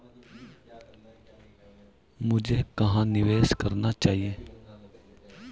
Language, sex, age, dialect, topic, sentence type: Hindi, male, 31-35, Marwari Dhudhari, banking, question